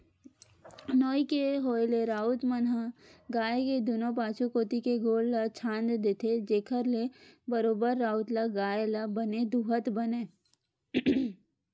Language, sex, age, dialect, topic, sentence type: Chhattisgarhi, female, 18-24, Western/Budati/Khatahi, agriculture, statement